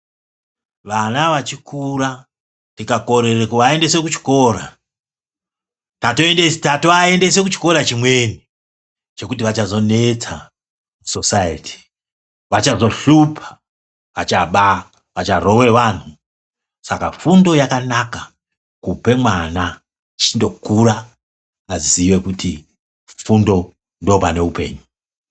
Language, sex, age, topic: Ndau, male, 50+, education